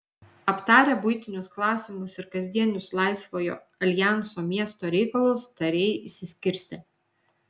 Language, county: Lithuanian, Vilnius